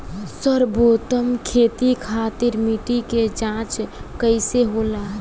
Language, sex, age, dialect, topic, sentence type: Bhojpuri, female, <18, Southern / Standard, agriculture, question